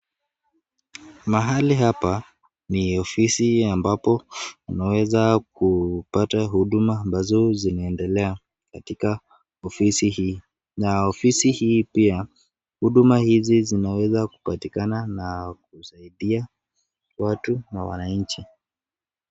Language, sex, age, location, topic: Swahili, male, 18-24, Nakuru, education